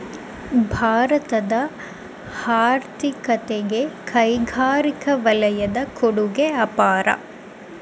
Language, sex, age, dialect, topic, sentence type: Kannada, female, 18-24, Mysore Kannada, banking, statement